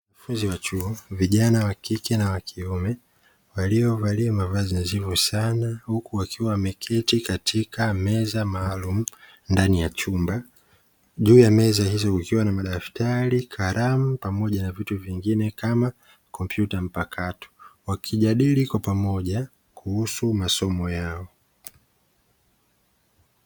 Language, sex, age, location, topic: Swahili, male, 25-35, Dar es Salaam, education